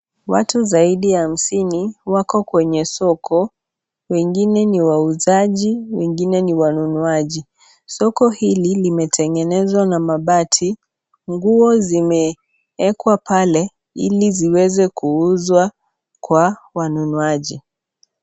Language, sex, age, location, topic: Swahili, female, 18-24, Kisii, finance